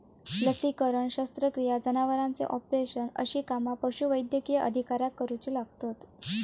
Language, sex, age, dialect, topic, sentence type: Marathi, female, 18-24, Southern Konkan, agriculture, statement